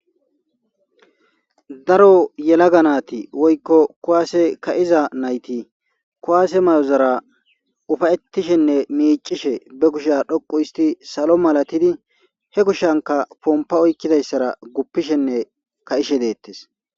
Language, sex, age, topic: Gamo, male, 25-35, government